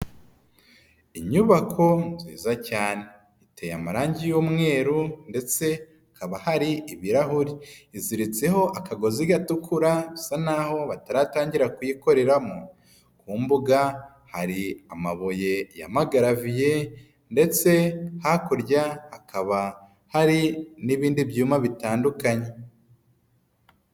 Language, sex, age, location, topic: Kinyarwanda, female, 25-35, Nyagatare, government